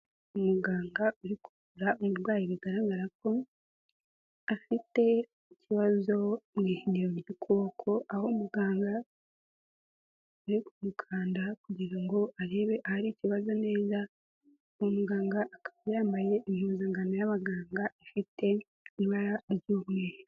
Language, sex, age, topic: Kinyarwanda, female, 18-24, health